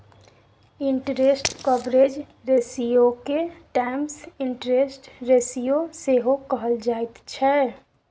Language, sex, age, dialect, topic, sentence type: Maithili, female, 60-100, Bajjika, banking, statement